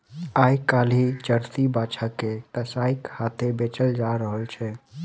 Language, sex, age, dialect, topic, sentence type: Maithili, male, 18-24, Southern/Standard, agriculture, statement